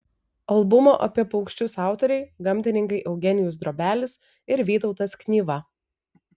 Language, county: Lithuanian, Vilnius